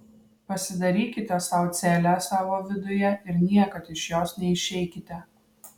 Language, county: Lithuanian, Vilnius